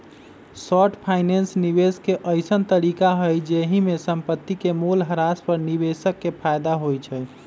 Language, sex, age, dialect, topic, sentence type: Magahi, male, 25-30, Western, banking, statement